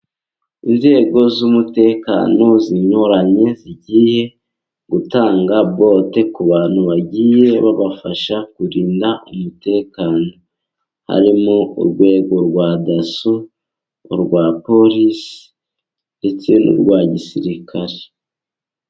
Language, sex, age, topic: Kinyarwanda, male, 18-24, government